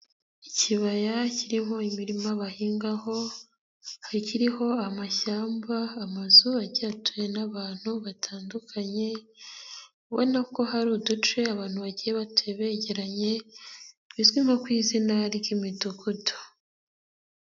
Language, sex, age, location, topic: Kinyarwanda, female, 18-24, Nyagatare, agriculture